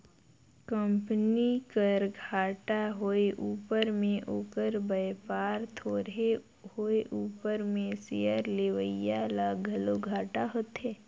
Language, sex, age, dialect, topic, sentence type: Chhattisgarhi, female, 51-55, Northern/Bhandar, banking, statement